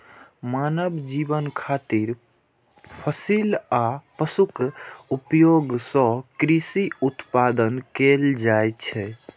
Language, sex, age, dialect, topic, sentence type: Maithili, male, 60-100, Eastern / Thethi, agriculture, statement